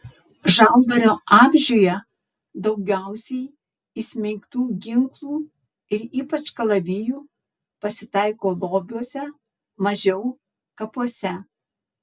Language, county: Lithuanian, Tauragė